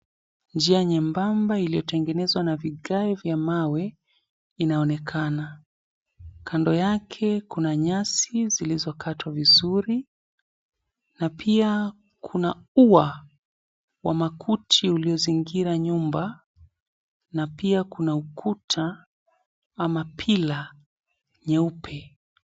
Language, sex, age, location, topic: Swahili, male, 25-35, Mombasa, government